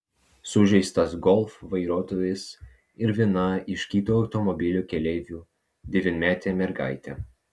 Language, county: Lithuanian, Vilnius